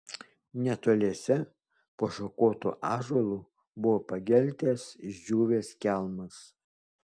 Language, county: Lithuanian, Kaunas